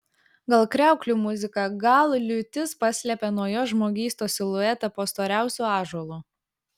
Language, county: Lithuanian, Vilnius